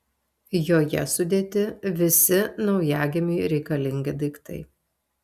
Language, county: Lithuanian, Telšiai